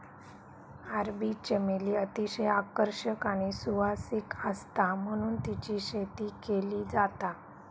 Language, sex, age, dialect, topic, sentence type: Marathi, female, 31-35, Southern Konkan, agriculture, statement